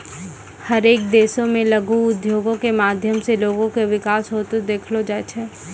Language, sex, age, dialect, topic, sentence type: Maithili, female, 18-24, Angika, banking, statement